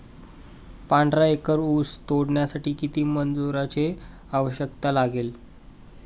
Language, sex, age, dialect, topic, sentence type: Marathi, male, 18-24, Standard Marathi, agriculture, question